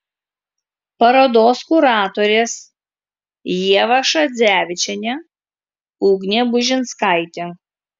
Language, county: Lithuanian, Kaunas